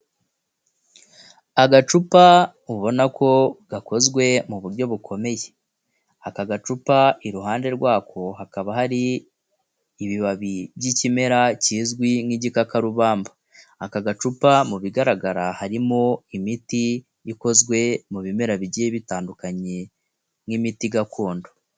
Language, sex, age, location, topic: Kinyarwanda, male, 25-35, Kigali, health